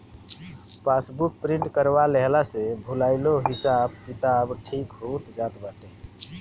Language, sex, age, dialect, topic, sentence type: Bhojpuri, male, 60-100, Northern, banking, statement